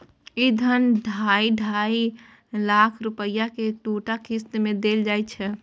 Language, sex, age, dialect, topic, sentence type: Maithili, female, 18-24, Eastern / Thethi, banking, statement